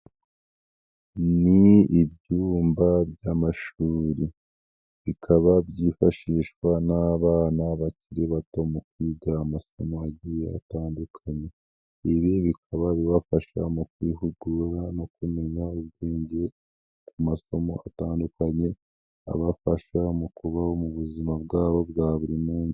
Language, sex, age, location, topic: Kinyarwanda, male, 18-24, Nyagatare, education